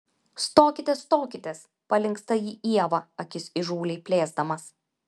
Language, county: Lithuanian, Vilnius